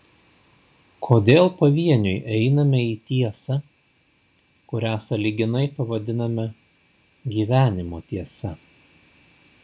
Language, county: Lithuanian, Šiauliai